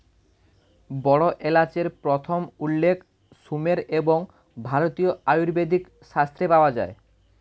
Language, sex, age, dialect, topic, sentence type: Bengali, male, 18-24, Standard Colloquial, agriculture, statement